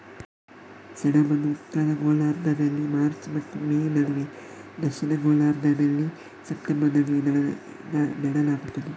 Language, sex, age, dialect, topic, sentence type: Kannada, male, 31-35, Coastal/Dakshin, agriculture, statement